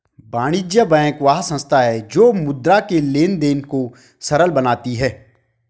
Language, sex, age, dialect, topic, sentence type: Hindi, male, 25-30, Hindustani Malvi Khadi Boli, banking, statement